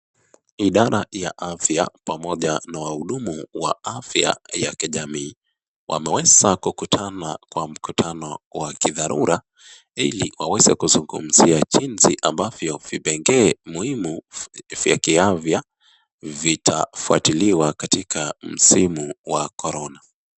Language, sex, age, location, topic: Swahili, male, 25-35, Nakuru, health